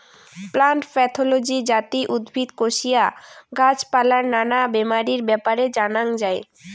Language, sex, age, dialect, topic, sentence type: Bengali, female, 18-24, Rajbangshi, agriculture, statement